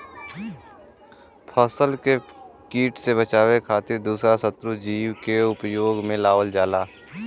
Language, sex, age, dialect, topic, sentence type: Bhojpuri, male, 18-24, Western, agriculture, statement